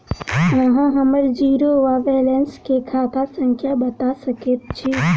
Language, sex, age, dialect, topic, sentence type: Maithili, female, 18-24, Southern/Standard, banking, question